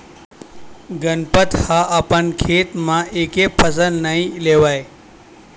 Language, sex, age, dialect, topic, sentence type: Chhattisgarhi, male, 18-24, Western/Budati/Khatahi, agriculture, statement